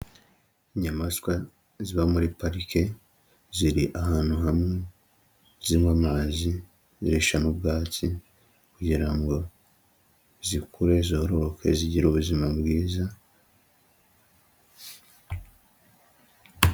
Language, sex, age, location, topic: Kinyarwanda, male, 25-35, Huye, agriculture